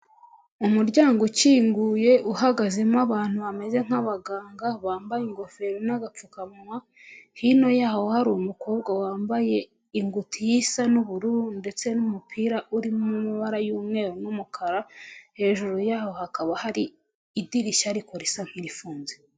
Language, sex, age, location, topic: Kinyarwanda, female, 25-35, Huye, government